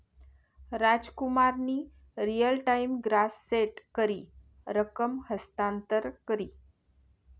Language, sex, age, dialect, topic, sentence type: Marathi, female, 41-45, Northern Konkan, banking, statement